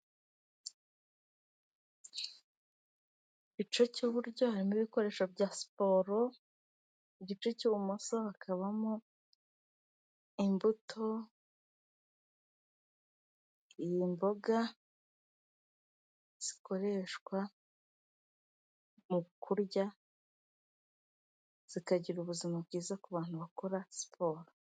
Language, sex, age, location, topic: Kinyarwanda, female, 25-35, Kigali, health